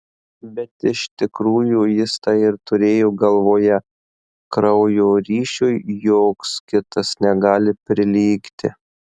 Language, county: Lithuanian, Marijampolė